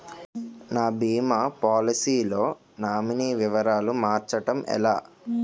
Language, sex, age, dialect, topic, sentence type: Telugu, male, 18-24, Utterandhra, banking, question